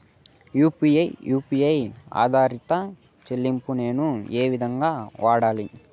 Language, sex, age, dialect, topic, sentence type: Telugu, male, 18-24, Southern, banking, question